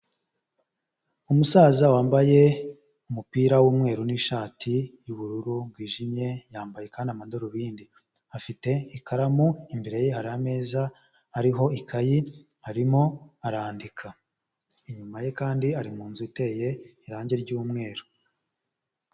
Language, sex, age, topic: Kinyarwanda, male, 18-24, health